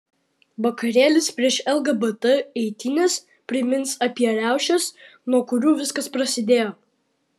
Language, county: Lithuanian, Vilnius